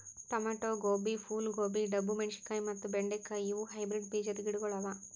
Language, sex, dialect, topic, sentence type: Kannada, female, Northeastern, agriculture, statement